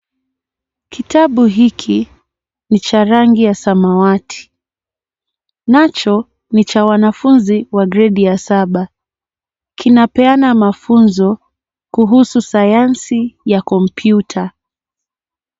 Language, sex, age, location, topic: Swahili, female, 18-24, Mombasa, education